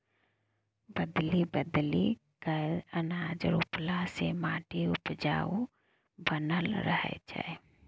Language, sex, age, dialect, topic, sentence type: Maithili, female, 31-35, Bajjika, agriculture, statement